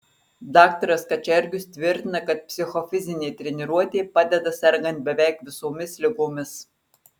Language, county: Lithuanian, Marijampolė